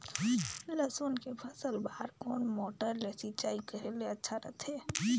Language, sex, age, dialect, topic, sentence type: Chhattisgarhi, female, 18-24, Northern/Bhandar, agriculture, question